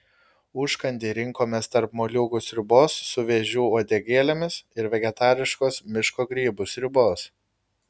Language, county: Lithuanian, Kaunas